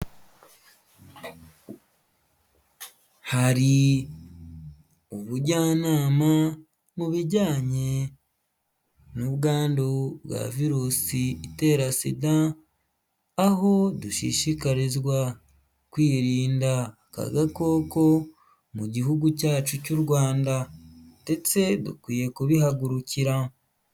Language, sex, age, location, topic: Kinyarwanda, male, 25-35, Huye, health